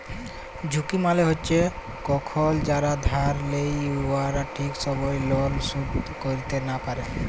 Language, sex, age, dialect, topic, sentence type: Bengali, male, 18-24, Jharkhandi, banking, statement